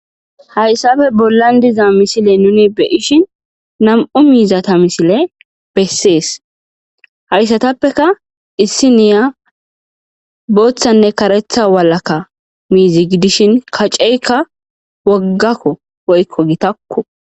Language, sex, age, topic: Gamo, female, 25-35, agriculture